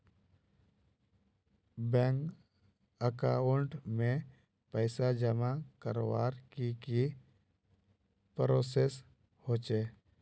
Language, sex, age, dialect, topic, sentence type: Magahi, male, 25-30, Northeastern/Surjapuri, banking, question